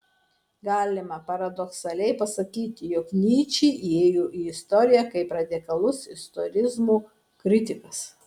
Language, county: Lithuanian, Marijampolė